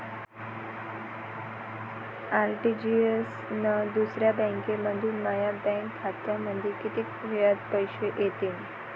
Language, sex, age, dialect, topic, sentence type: Marathi, female, 18-24, Varhadi, banking, question